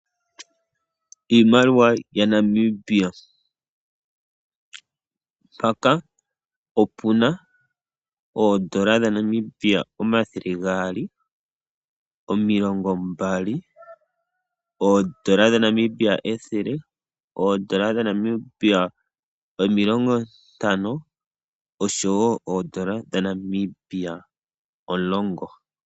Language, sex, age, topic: Oshiwambo, male, 25-35, finance